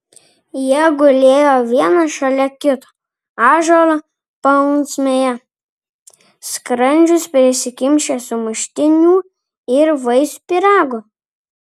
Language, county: Lithuanian, Vilnius